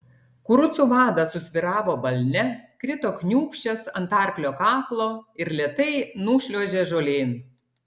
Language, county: Lithuanian, Klaipėda